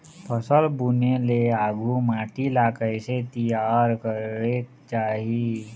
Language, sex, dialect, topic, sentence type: Chhattisgarhi, male, Eastern, agriculture, question